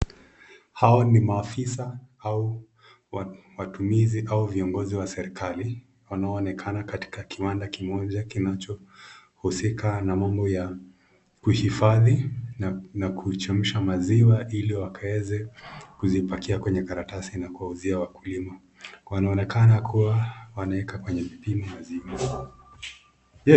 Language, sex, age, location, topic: Swahili, male, 25-35, Nakuru, agriculture